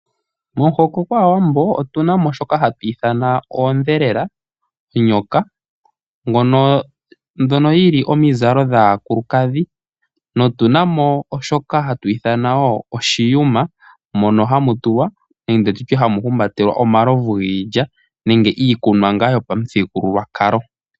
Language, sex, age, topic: Oshiwambo, male, 18-24, agriculture